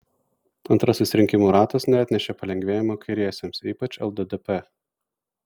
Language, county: Lithuanian, Vilnius